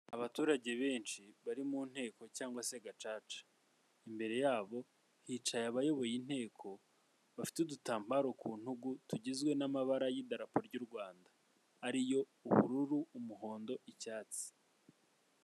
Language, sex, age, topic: Kinyarwanda, male, 25-35, government